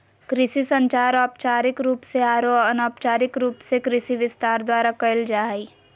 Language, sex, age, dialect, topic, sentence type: Magahi, female, 41-45, Southern, agriculture, statement